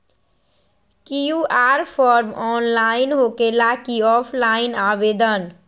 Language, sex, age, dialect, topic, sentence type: Magahi, female, 41-45, Western, banking, question